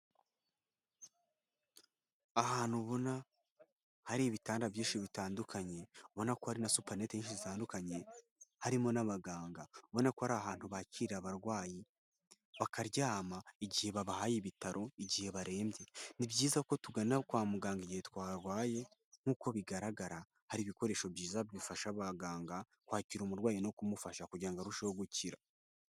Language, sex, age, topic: Kinyarwanda, male, 18-24, health